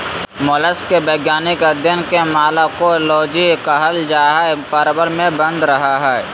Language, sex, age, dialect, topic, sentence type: Magahi, male, 31-35, Southern, agriculture, statement